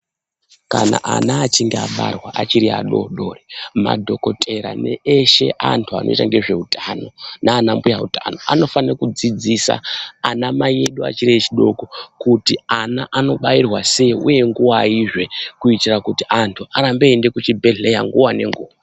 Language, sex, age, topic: Ndau, male, 25-35, health